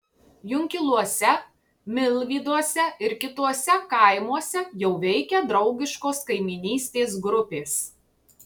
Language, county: Lithuanian, Tauragė